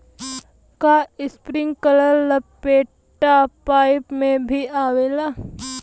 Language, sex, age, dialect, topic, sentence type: Bhojpuri, female, 18-24, Western, agriculture, question